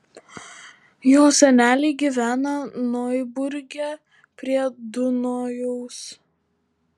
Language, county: Lithuanian, Vilnius